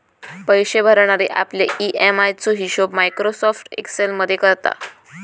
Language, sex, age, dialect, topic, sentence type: Marathi, female, 41-45, Southern Konkan, banking, statement